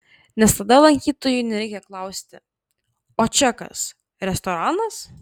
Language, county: Lithuanian, Klaipėda